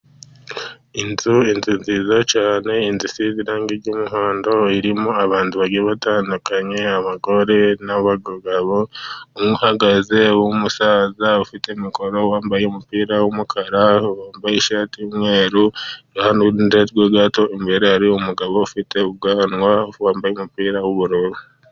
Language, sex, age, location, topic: Kinyarwanda, male, 50+, Musanze, government